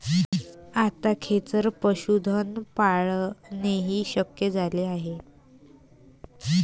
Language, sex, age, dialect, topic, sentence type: Marathi, female, 25-30, Varhadi, agriculture, statement